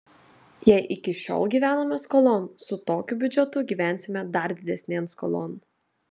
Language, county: Lithuanian, Telšiai